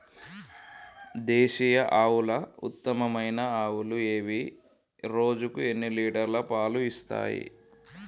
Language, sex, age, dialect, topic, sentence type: Telugu, male, 25-30, Telangana, agriculture, question